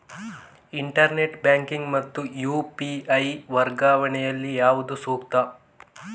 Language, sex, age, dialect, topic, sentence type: Kannada, male, 18-24, Coastal/Dakshin, banking, question